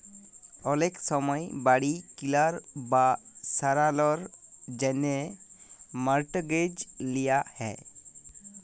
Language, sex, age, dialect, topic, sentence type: Bengali, male, 18-24, Jharkhandi, banking, statement